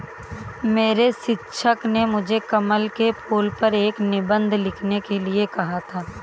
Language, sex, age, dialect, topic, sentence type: Hindi, female, 18-24, Awadhi Bundeli, agriculture, statement